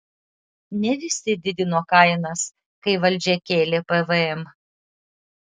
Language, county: Lithuanian, Utena